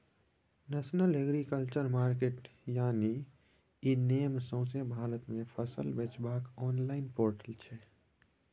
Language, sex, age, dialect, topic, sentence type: Maithili, male, 18-24, Bajjika, agriculture, statement